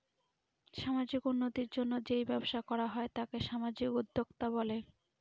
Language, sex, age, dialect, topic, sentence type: Bengali, female, 18-24, Northern/Varendri, banking, statement